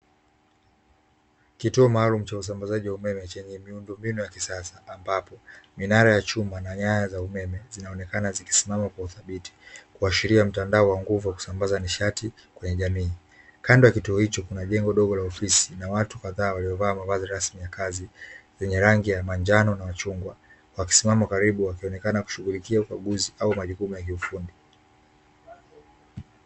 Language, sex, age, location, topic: Swahili, male, 25-35, Dar es Salaam, government